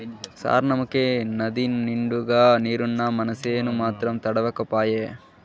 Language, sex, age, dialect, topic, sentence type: Telugu, male, 51-55, Southern, agriculture, statement